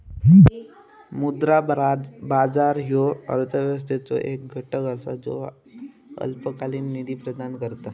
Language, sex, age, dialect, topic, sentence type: Marathi, male, 18-24, Southern Konkan, banking, statement